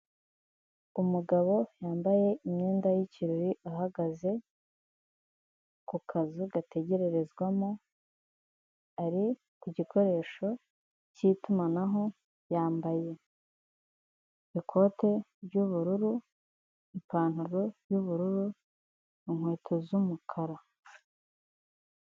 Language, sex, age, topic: Kinyarwanda, female, 18-24, government